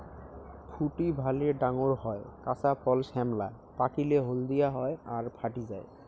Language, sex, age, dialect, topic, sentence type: Bengali, male, 18-24, Rajbangshi, agriculture, statement